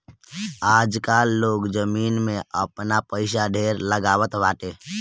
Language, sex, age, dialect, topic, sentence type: Bhojpuri, male, <18, Northern, banking, statement